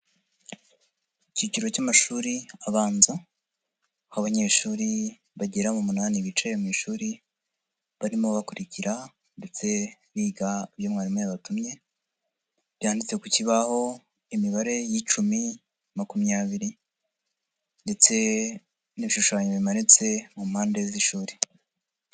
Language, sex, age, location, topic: Kinyarwanda, male, 50+, Nyagatare, education